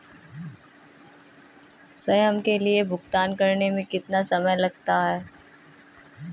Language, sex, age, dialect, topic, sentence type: Hindi, female, 18-24, Marwari Dhudhari, banking, question